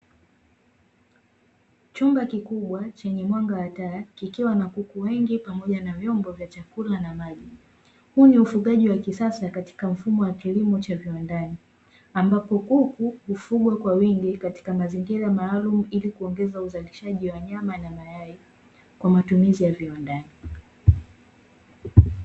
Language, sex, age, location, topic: Swahili, female, 18-24, Dar es Salaam, agriculture